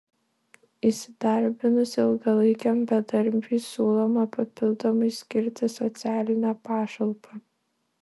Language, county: Lithuanian, Vilnius